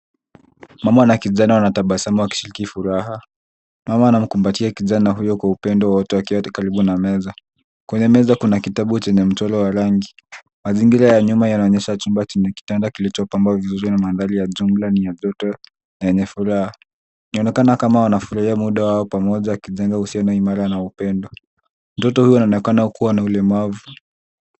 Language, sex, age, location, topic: Swahili, male, 18-24, Nairobi, education